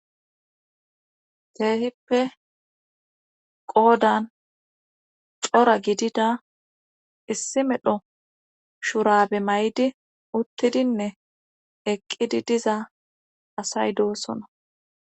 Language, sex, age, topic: Gamo, female, 25-35, government